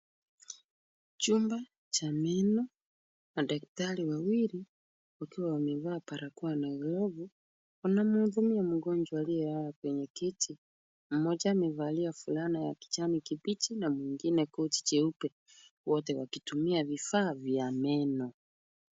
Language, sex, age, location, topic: Swahili, female, 36-49, Kisumu, health